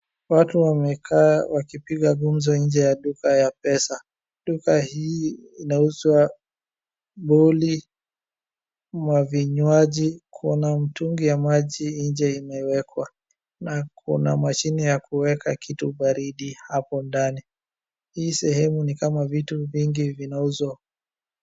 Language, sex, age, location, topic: Swahili, female, 25-35, Wajir, finance